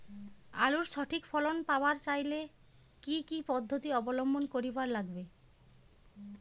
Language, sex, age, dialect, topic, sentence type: Bengali, female, 36-40, Rajbangshi, agriculture, question